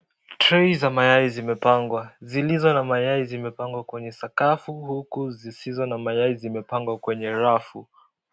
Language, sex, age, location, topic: Swahili, male, 18-24, Kisii, finance